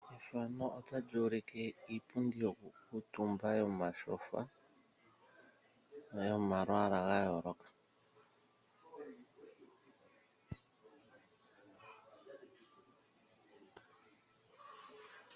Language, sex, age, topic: Oshiwambo, male, 36-49, finance